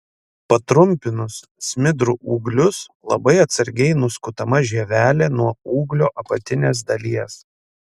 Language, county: Lithuanian, Panevėžys